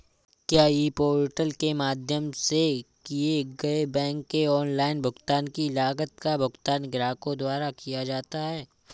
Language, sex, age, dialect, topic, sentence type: Hindi, male, 25-30, Awadhi Bundeli, banking, question